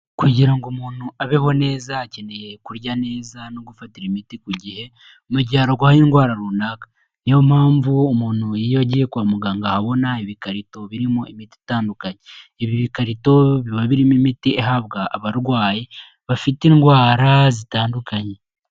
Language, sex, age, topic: Kinyarwanda, male, 18-24, health